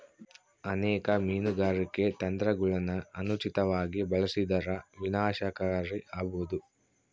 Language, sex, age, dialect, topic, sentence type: Kannada, male, 18-24, Central, agriculture, statement